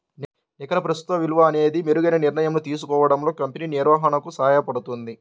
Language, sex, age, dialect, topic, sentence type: Telugu, male, 31-35, Central/Coastal, banking, statement